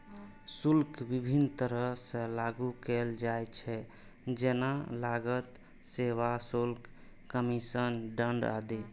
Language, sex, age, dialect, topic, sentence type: Maithili, male, 25-30, Eastern / Thethi, banking, statement